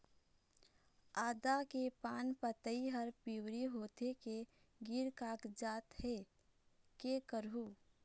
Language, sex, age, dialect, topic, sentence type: Chhattisgarhi, female, 46-50, Eastern, agriculture, question